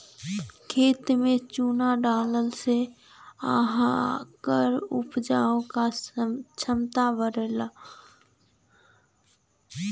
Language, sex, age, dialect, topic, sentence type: Bhojpuri, female, 18-24, Western, agriculture, statement